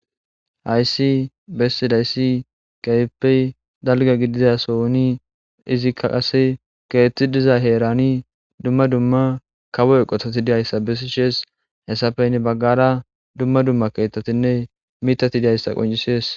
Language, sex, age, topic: Gamo, male, 18-24, government